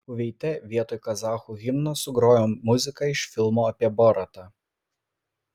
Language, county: Lithuanian, Vilnius